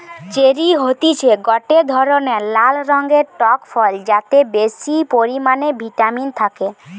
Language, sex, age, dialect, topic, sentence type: Bengali, female, 18-24, Western, agriculture, statement